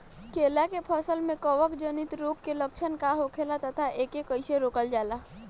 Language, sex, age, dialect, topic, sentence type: Bhojpuri, female, 18-24, Northern, agriculture, question